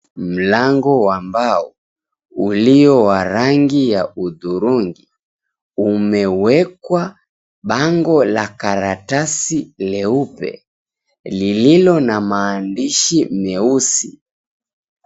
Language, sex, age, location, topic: Swahili, male, 25-35, Mombasa, education